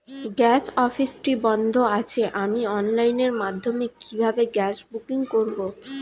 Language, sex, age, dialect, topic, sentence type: Bengali, female, 25-30, Standard Colloquial, banking, question